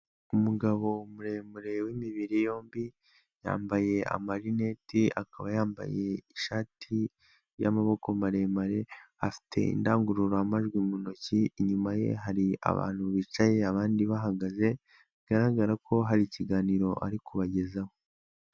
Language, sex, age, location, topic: Kinyarwanda, male, 18-24, Nyagatare, government